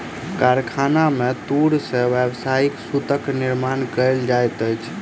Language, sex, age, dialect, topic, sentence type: Maithili, male, 25-30, Southern/Standard, agriculture, statement